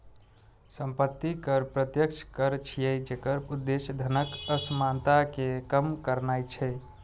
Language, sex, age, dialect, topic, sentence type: Maithili, male, 36-40, Eastern / Thethi, banking, statement